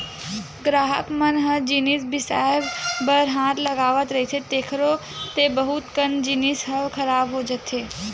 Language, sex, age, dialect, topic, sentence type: Chhattisgarhi, female, 18-24, Western/Budati/Khatahi, agriculture, statement